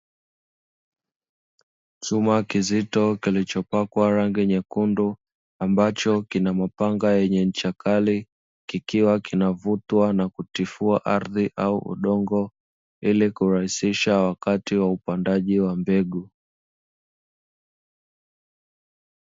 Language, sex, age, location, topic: Swahili, male, 18-24, Dar es Salaam, agriculture